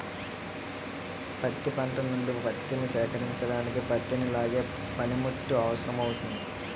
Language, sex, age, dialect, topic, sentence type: Telugu, male, 18-24, Utterandhra, agriculture, statement